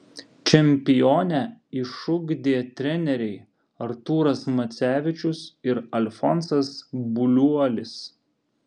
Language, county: Lithuanian, Vilnius